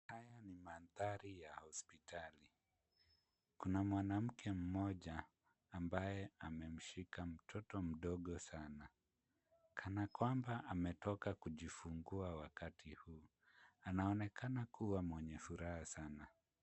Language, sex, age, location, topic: Swahili, male, 25-35, Kisumu, health